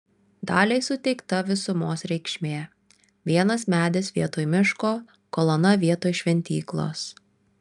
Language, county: Lithuanian, Vilnius